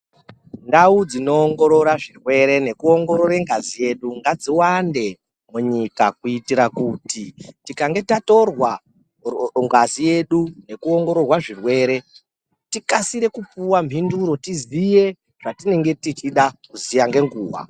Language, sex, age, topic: Ndau, male, 36-49, health